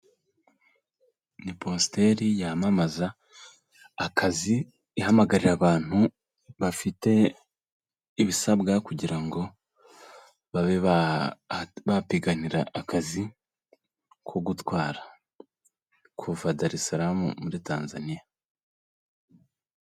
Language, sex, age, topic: Kinyarwanda, male, 18-24, government